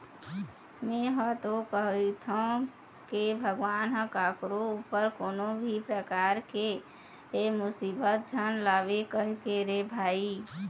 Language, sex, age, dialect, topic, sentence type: Chhattisgarhi, female, 18-24, Eastern, banking, statement